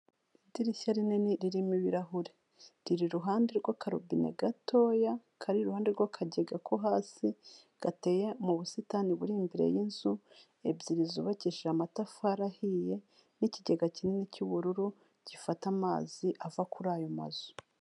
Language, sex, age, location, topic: Kinyarwanda, female, 36-49, Kigali, health